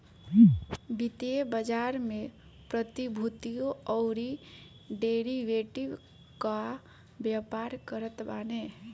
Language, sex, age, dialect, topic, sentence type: Bhojpuri, female, 25-30, Northern, banking, statement